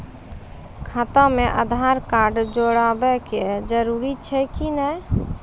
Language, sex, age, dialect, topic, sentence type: Maithili, female, 25-30, Angika, banking, question